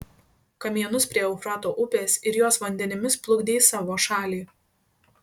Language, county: Lithuanian, Šiauliai